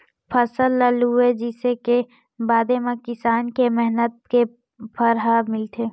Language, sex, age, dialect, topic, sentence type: Chhattisgarhi, female, 18-24, Western/Budati/Khatahi, agriculture, statement